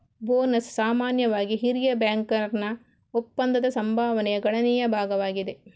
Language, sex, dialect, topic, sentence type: Kannada, female, Coastal/Dakshin, banking, statement